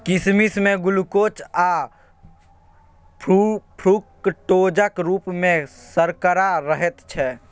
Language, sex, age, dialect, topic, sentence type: Maithili, male, 36-40, Bajjika, agriculture, statement